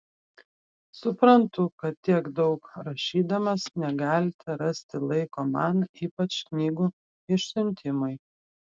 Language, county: Lithuanian, Klaipėda